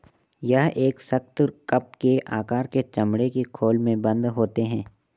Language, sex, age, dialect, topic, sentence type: Hindi, male, 18-24, Marwari Dhudhari, agriculture, statement